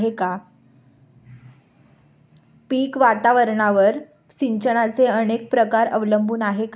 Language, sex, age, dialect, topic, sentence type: Marathi, female, 25-30, Standard Marathi, agriculture, question